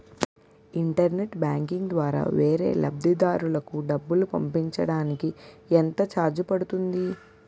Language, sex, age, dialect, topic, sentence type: Telugu, female, 18-24, Utterandhra, banking, question